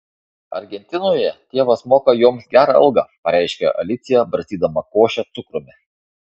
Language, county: Lithuanian, Šiauliai